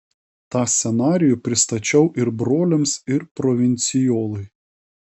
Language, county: Lithuanian, Kaunas